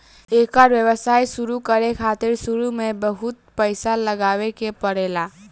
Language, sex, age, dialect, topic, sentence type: Bhojpuri, female, 18-24, Southern / Standard, agriculture, statement